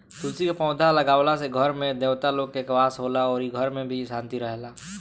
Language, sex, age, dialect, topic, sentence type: Bhojpuri, male, 18-24, Southern / Standard, agriculture, statement